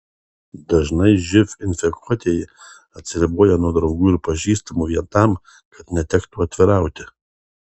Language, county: Lithuanian, Kaunas